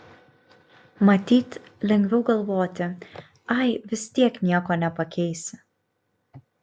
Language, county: Lithuanian, Kaunas